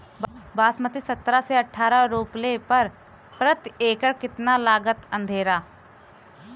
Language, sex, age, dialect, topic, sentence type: Bhojpuri, female, 18-24, Western, agriculture, question